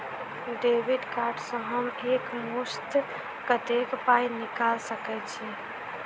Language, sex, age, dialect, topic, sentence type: Maithili, female, 18-24, Southern/Standard, banking, question